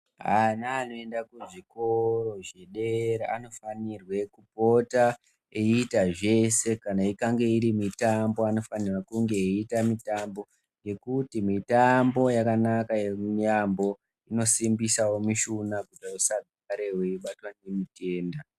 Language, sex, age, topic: Ndau, female, 25-35, education